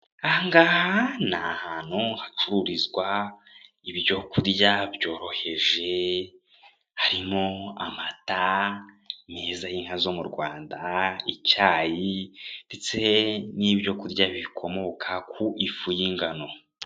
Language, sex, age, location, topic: Kinyarwanda, male, 18-24, Kigali, finance